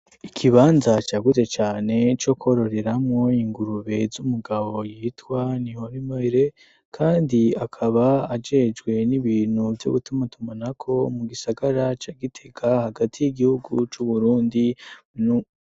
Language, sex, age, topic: Rundi, male, 18-24, education